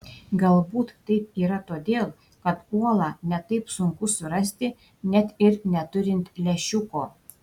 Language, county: Lithuanian, Šiauliai